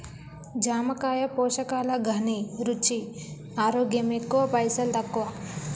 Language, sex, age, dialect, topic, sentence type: Telugu, female, 18-24, Telangana, agriculture, statement